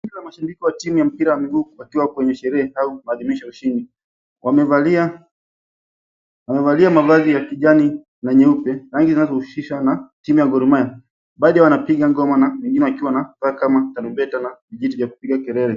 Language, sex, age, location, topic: Swahili, male, 25-35, Mombasa, government